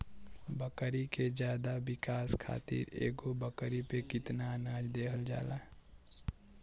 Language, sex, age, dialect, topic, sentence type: Bhojpuri, female, 18-24, Western, agriculture, question